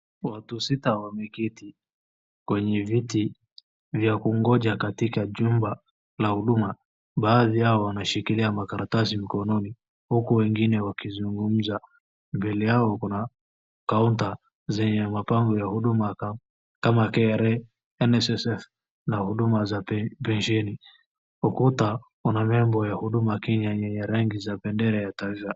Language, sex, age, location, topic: Swahili, male, 25-35, Wajir, government